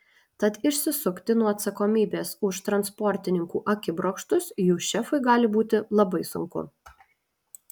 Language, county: Lithuanian, Alytus